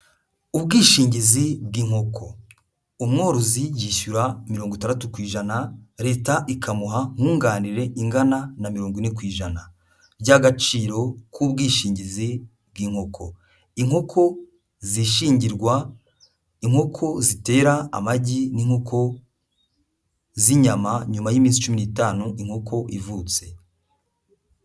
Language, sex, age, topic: Kinyarwanda, male, 18-24, finance